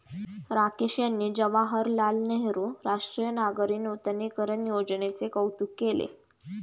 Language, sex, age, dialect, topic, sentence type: Marathi, female, 18-24, Standard Marathi, banking, statement